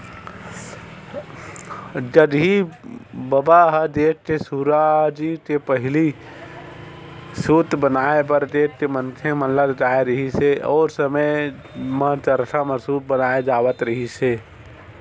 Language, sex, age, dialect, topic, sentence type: Chhattisgarhi, male, 18-24, Western/Budati/Khatahi, agriculture, statement